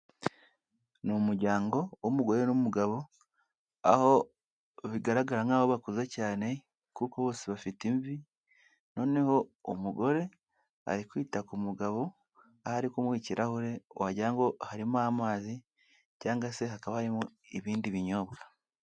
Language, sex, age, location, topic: Kinyarwanda, male, 18-24, Kigali, health